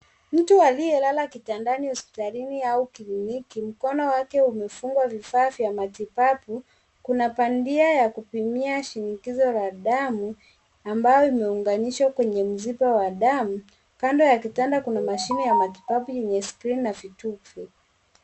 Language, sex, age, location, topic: Swahili, female, 25-35, Nairobi, health